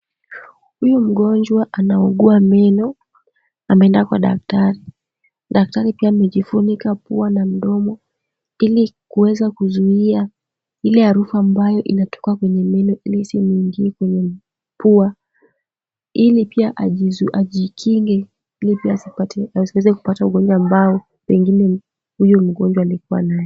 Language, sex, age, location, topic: Swahili, female, 18-24, Kisumu, health